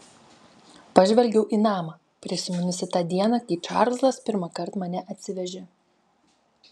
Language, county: Lithuanian, Klaipėda